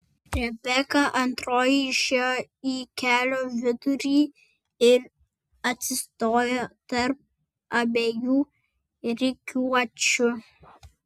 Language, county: Lithuanian, Vilnius